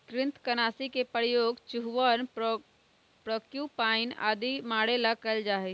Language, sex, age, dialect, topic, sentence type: Magahi, female, 31-35, Western, agriculture, statement